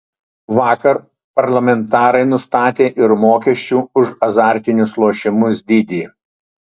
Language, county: Lithuanian, Utena